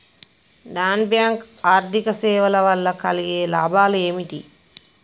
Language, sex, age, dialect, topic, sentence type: Telugu, female, 41-45, Telangana, banking, question